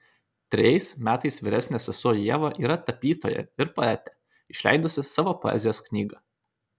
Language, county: Lithuanian, Kaunas